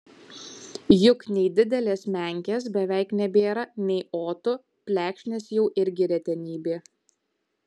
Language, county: Lithuanian, Kaunas